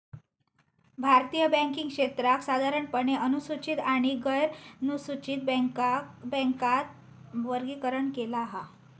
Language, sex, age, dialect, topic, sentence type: Marathi, female, 18-24, Southern Konkan, banking, statement